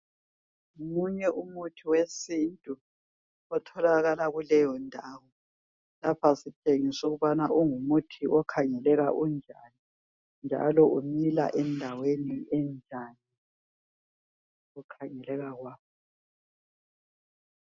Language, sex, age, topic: North Ndebele, female, 50+, health